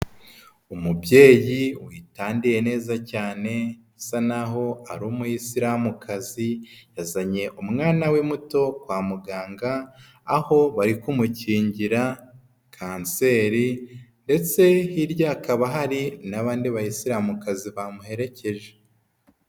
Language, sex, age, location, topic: Kinyarwanda, female, 18-24, Huye, health